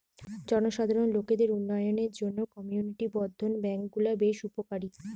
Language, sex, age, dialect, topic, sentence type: Bengali, female, 25-30, Western, banking, statement